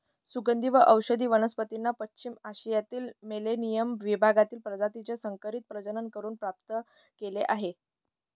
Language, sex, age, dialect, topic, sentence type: Marathi, female, 18-24, Northern Konkan, agriculture, statement